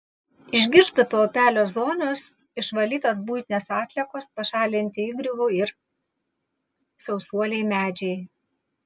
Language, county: Lithuanian, Vilnius